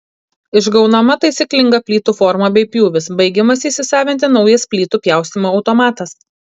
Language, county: Lithuanian, Kaunas